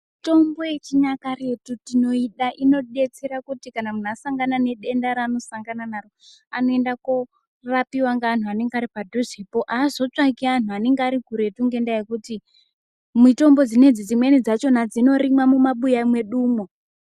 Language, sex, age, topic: Ndau, female, 18-24, health